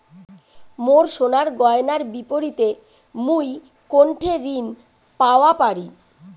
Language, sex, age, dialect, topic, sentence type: Bengali, female, 41-45, Rajbangshi, banking, statement